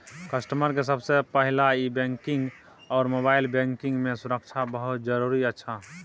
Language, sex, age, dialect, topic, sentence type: Maithili, male, 18-24, Bajjika, banking, question